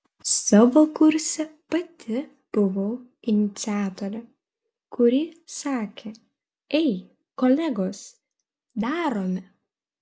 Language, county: Lithuanian, Vilnius